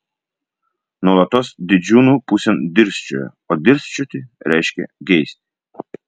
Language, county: Lithuanian, Vilnius